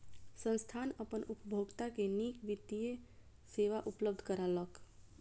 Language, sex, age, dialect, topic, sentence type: Maithili, female, 25-30, Southern/Standard, banking, statement